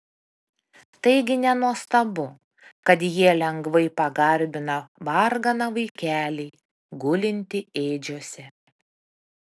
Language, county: Lithuanian, Panevėžys